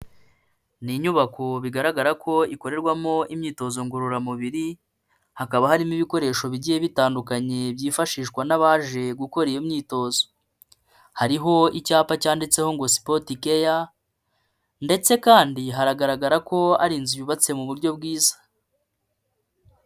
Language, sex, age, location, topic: Kinyarwanda, male, 25-35, Kigali, health